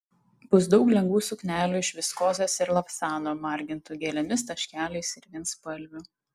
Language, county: Lithuanian, Tauragė